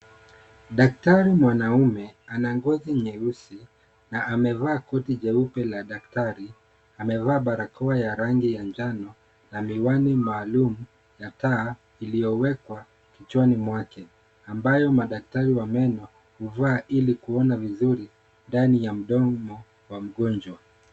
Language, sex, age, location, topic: Swahili, male, 36-49, Kisii, health